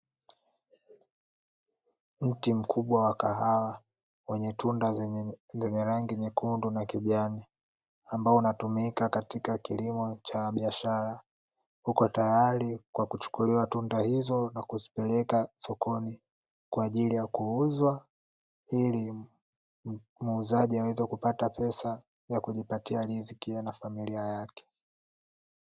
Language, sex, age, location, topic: Swahili, male, 18-24, Dar es Salaam, agriculture